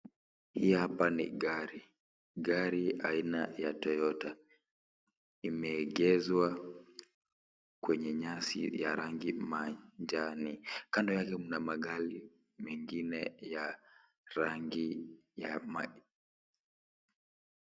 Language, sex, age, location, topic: Swahili, male, 18-24, Kisii, finance